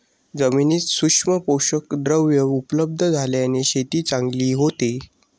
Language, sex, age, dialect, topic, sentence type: Marathi, male, 60-100, Standard Marathi, agriculture, statement